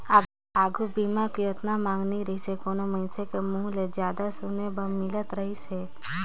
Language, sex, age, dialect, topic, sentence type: Chhattisgarhi, female, 18-24, Northern/Bhandar, banking, statement